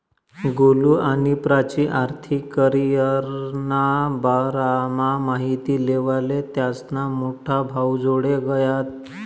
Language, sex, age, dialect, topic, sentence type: Marathi, male, 25-30, Northern Konkan, banking, statement